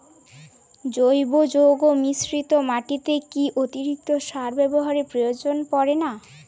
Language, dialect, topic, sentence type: Bengali, Jharkhandi, agriculture, question